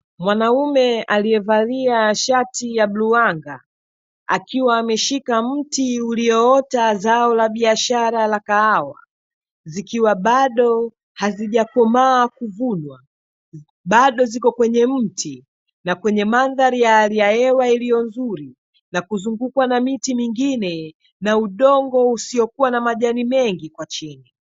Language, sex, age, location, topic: Swahili, female, 25-35, Dar es Salaam, agriculture